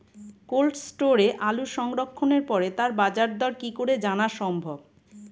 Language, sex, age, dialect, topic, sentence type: Bengali, female, 46-50, Standard Colloquial, agriculture, question